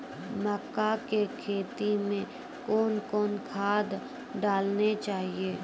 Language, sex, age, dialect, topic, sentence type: Maithili, female, 18-24, Angika, agriculture, question